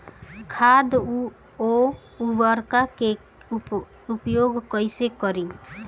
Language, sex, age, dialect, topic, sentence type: Bhojpuri, female, <18, Southern / Standard, agriculture, question